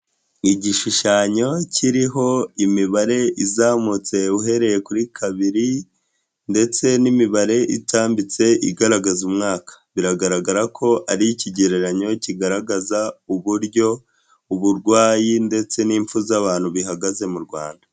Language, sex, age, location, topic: Kinyarwanda, female, 18-24, Huye, health